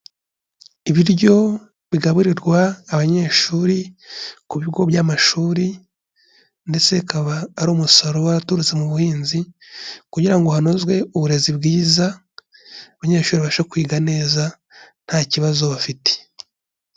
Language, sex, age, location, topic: Kinyarwanda, male, 25-35, Kigali, education